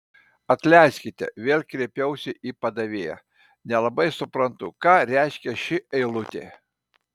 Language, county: Lithuanian, Panevėžys